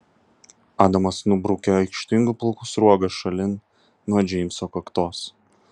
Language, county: Lithuanian, Kaunas